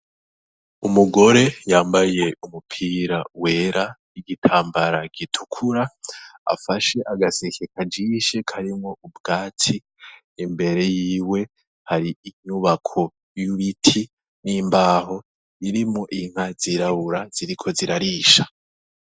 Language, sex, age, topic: Rundi, male, 18-24, agriculture